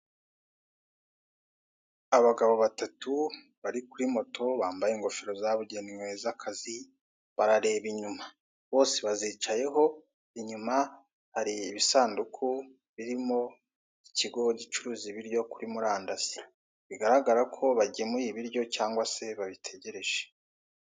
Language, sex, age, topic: Kinyarwanda, male, 36-49, finance